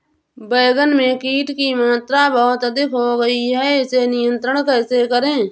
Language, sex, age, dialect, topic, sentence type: Hindi, female, 31-35, Awadhi Bundeli, agriculture, question